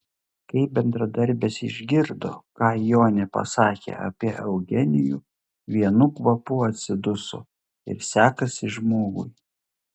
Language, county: Lithuanian, Klaipėda